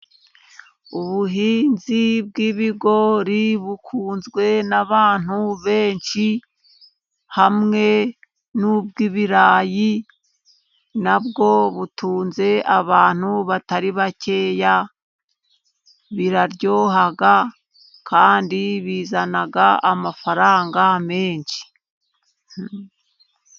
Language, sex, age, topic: Kinyarwanda, female, 50+, agriculture